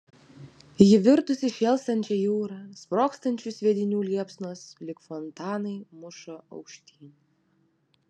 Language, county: Lithuanian, Vilnius